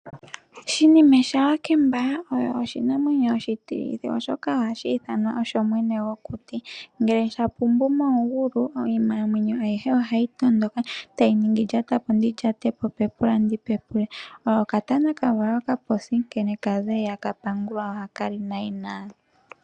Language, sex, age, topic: Oshiwambo, female, 18-24, agriculture